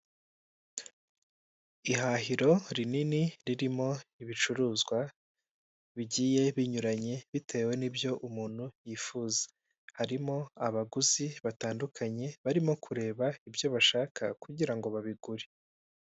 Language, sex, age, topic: Kinyarwanda, male, 18-24, finance